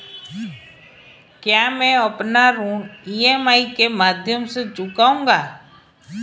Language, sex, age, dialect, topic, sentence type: Hindi, female, 51-55, Marwari Dhudhari, banking, question